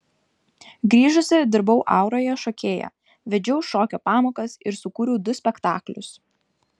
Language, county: Lithuanian, Vilnius